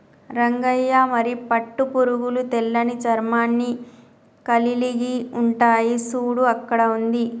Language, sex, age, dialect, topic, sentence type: Telugu, male, 41-45, Telangana, agriculture, statement